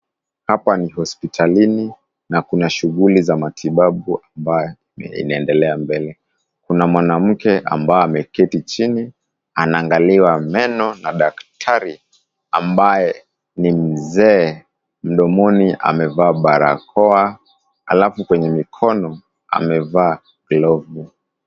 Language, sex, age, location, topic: Swahili, male, 25-35, Kisumu, health